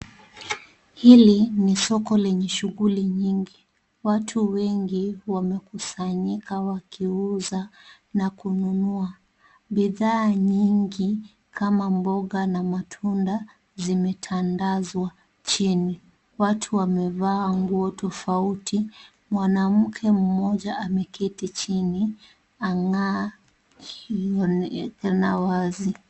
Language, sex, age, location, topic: Swahili, male, 25-35, Kisumu, finance